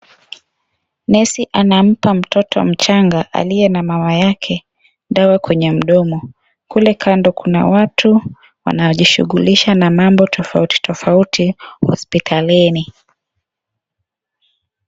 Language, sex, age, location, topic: Swahili, female, 25-35, Kisii, health